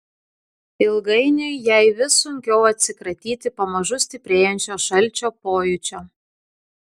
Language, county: Lithuanian, Klaipėda